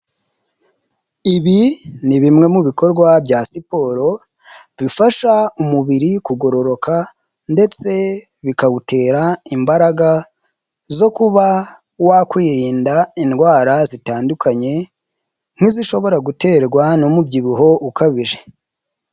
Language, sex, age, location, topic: Kinyarwanda, male, 25-35, Nyagatare, government